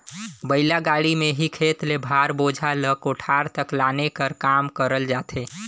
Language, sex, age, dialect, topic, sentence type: Chhattisgarhi, male, 25-30, Northern/Bhandar, agriculture, statement